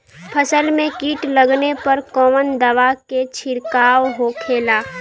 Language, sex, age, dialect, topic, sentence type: Bhojpuri, female, <18, Western, agriculture, question